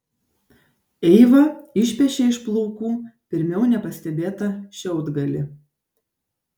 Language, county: Lithuanian, Šiauliai